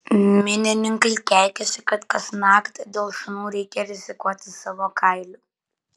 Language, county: Lithuanian, Kaunas